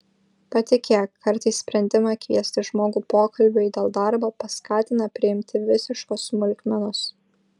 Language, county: Lithuanian, Vilnius